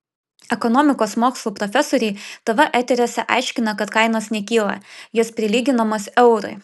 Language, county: Lithuanian, Vilnius